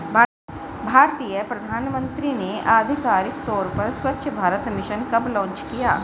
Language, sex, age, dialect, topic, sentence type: Hindi, female, 41-45, Hindustani Malvi Khadi Boli, banking, question